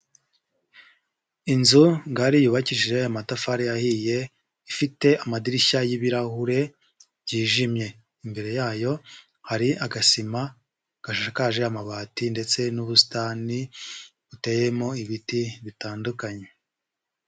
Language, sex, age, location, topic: Kinyarwanda, male, 25-35, Huye, health